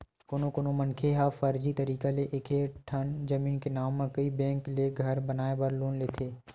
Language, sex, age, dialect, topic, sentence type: Chhattisgarhi, male, 18-24, Western/Budati/Khatahi, banking, statement